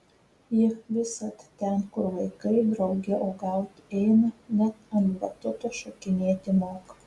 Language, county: Lithuanian, Telšiai